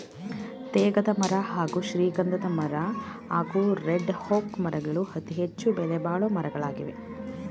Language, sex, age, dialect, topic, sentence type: Kannada, female, 18-24, Mysore Kannada, agriculture, statement